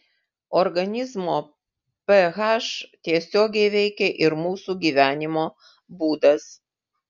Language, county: Lithuanian, Vilnius